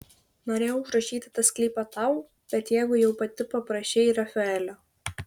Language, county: Lithuanian, Šiauliai